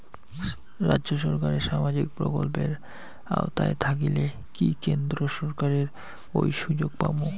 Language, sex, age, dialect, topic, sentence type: Bengali, male, 51-55, Rajbangshi, banking, question